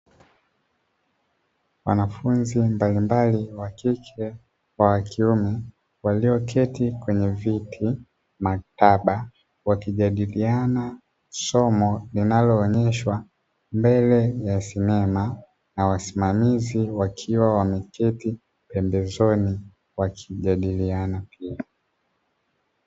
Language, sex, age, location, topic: Swahili, male, 18-24, Dar es Salaam, education